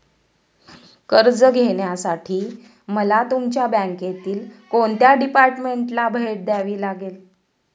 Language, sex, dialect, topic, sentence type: Marathi, female, Standard Marathi, banking, question